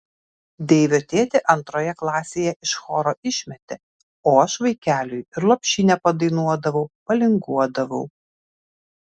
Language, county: Lithuanian, Kaunas